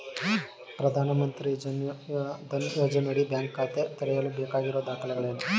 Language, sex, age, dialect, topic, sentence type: Kannada, male, 36-40, Mysore Kannada, banking, question